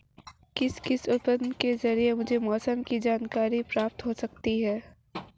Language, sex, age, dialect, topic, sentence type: Hindi, female, 18-24, Marwari Dhudhari, agriculture, question